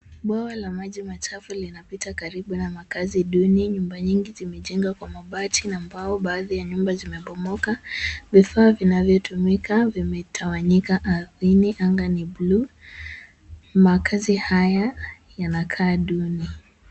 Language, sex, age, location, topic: Swahili, male, 25-35, Kisumu, health